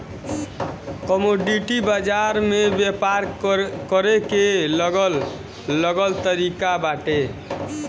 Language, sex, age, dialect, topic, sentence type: Bhojpuri, male, <18, Northern, banking, statement